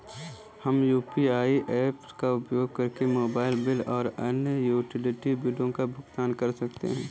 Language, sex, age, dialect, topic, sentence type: Hindi, male, 18-24, Kanauji Braj Bhasha, banking, statement